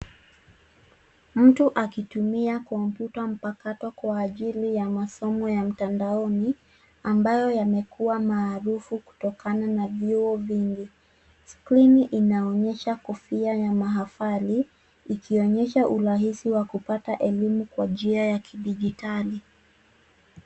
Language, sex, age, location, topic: Swahili, female, 18-24, Nairobi, education